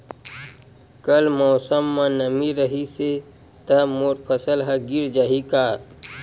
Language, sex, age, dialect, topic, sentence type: Chhattisgarhi, male, 18-24, Western/Budati/Khatahi, agriculture, question